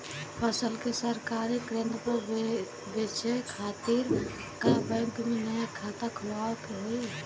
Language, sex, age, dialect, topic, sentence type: Bhojpuri, female, 25-30, Western, banking, question